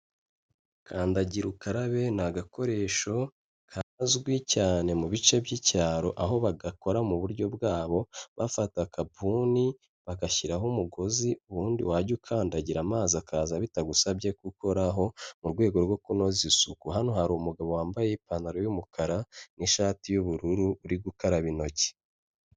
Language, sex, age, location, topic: Kinyarwanda, male, 25-35, Kigali, health